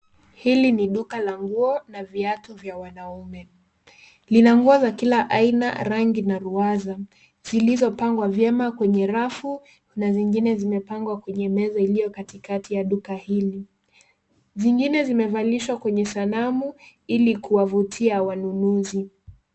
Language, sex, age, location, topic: Swahili, female, 18-24, Nairobi, finance